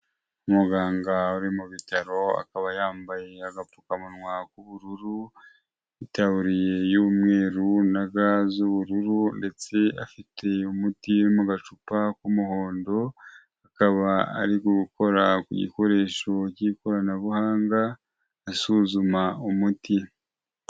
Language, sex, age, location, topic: Kinyarwanda, male, 25-35, Huye, health